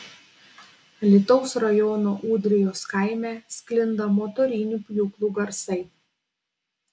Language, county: Lithuanian, Panevėžys